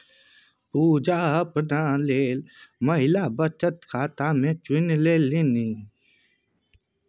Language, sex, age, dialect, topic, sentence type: Maithili, male, 60-100, Bajjika, banking, statement